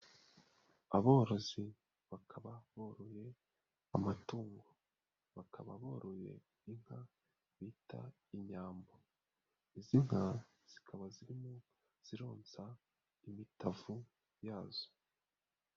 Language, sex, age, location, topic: Kinyarwanda, male, 25-35, Nyagatare, agriculture